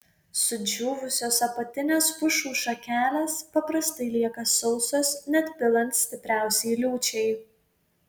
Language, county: Lithuanian, Vilnius